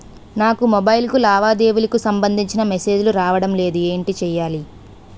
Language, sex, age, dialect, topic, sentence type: Telugu, female, 18-24, Utterandhra, banking, question